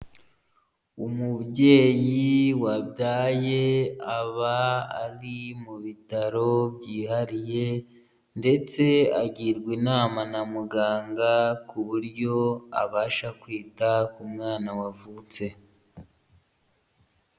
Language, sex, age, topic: Kinyarwanda, female, 18-24, health